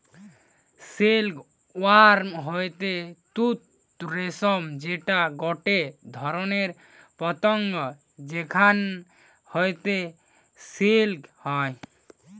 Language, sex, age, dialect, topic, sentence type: Bengali, male, <18, Western, agriculture, statement